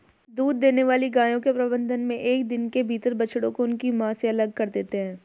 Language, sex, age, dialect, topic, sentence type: Hindi, female, 18-24, Hindustani Malvi Khadi Boli, agriculture, statement